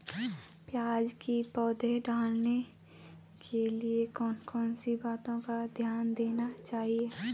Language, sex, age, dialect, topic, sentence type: Hindi, female, 25-30, Garhwali, agriculture, question